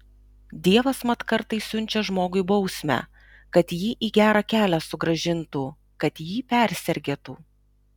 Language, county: Lithuanian, Alytus